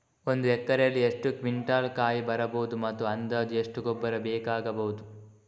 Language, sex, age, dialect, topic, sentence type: Kannada, male, 18-24, Coastal/Dakshin, agriculture, question